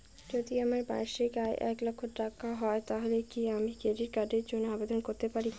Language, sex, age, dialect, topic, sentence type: Bengali, female, 18-24, Rajbangshi, banking, question